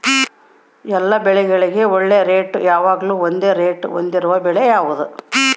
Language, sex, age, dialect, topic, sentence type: Kannada, female, 18-24, Central, agriculture, question